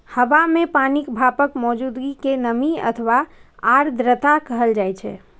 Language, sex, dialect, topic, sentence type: Maithili, female, Eastern / Thethi, agriculture, statement